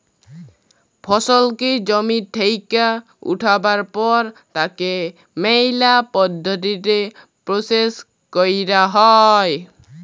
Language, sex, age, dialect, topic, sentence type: Bengali, male, 41-45, Jharkhandi, agriculture, statement